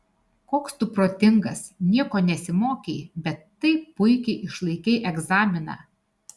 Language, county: Lithuanian, Alytus